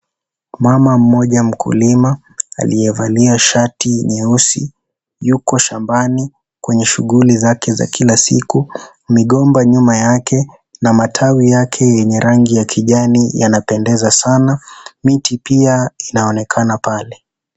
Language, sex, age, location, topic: Swahili, male, 18-24, Kisii, agriculture